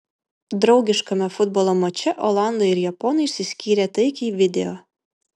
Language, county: Lithuanian, Vilnius